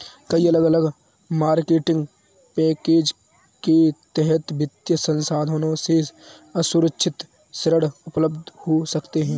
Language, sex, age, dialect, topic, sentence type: Hindi, male, 18-24, Kanauji Braj Bhasha, banking, statement